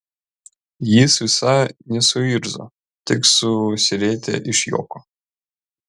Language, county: Lithuanian, Vilnius